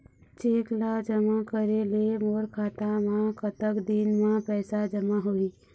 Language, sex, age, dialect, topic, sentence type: Chhattisgarhi, female, 51-55, Eastern, banking, question